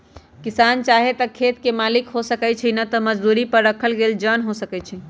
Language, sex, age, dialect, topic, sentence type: Magahi, male, 31-35, Western, agriculture, statement